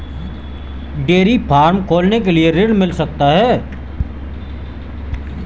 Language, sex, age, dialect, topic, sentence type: Hindi, male, 18-24, Marwari Dhudhari, banking, question